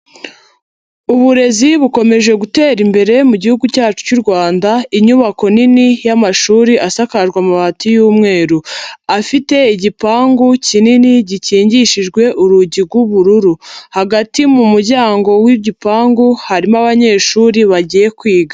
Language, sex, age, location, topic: Kinyarwanda, female, 50+, Nyagatare, education